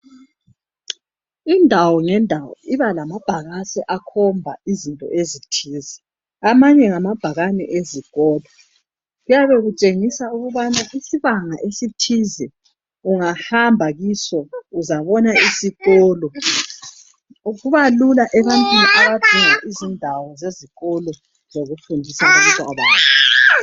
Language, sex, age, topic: North Ndebele, male, 25-35, education